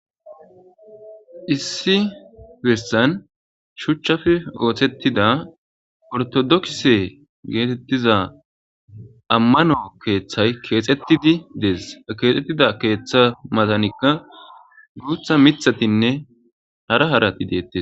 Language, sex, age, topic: Gamo, male, 25-35, government